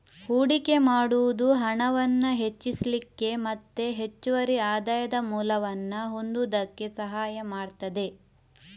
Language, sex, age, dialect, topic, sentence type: Kannada, female, 25-30, Coastal/Dakshin, banking, statement